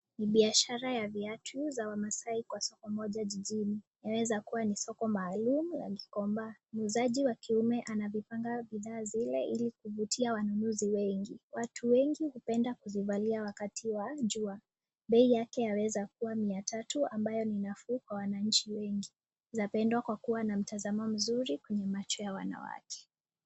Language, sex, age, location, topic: Swahili, female, 18-24, Nakuru, finance